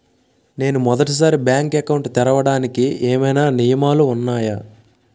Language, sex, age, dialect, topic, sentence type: Telugu, male, 18-24, Utterandhra, banking, question